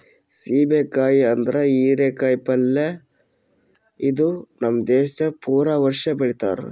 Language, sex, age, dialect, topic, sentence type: Kannada, male, 25-30, Northeastern, agriculture, statement